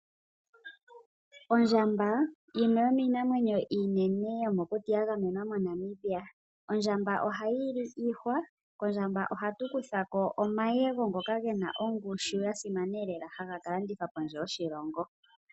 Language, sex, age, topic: Oshiwambo, female, 25-35, agriculture